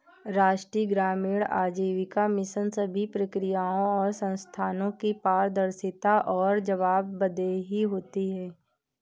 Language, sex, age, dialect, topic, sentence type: Hindi, female, 41-45, Awadhi Bundeli, banking, statement